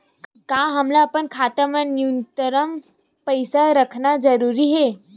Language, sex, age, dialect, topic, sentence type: Chhattisgarhi, female, 18-24, Western/Budati/Khatahi, banking, question